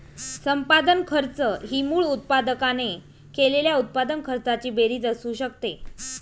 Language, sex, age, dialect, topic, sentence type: Marathi, female, 41-45, Northern Konkan, banking, statement